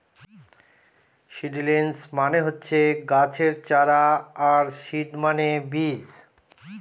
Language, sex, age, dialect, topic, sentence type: Bengali, male, 46-50, Northern/Varendri, agriculture, statement